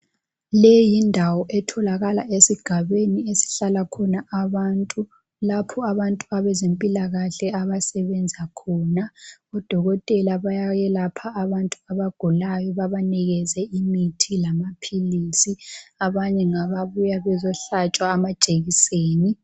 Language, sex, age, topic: North Ndebele, female, 18-24, health